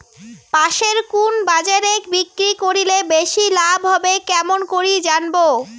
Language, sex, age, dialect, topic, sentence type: Bengali, female, 18-24, Rajbangshi, agriculture, question